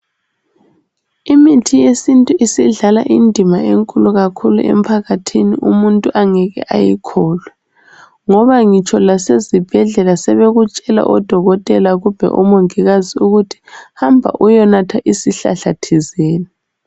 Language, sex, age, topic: North Ndebele, female, 18-24, health